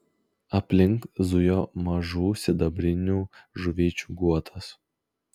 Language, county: Lithuanian, Klaipėda